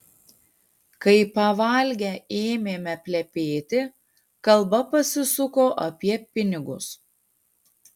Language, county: Lithuanian, Panevėžys